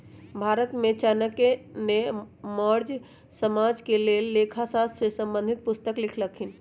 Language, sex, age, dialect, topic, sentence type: Magahi, female, 18-24, Western, banking, statement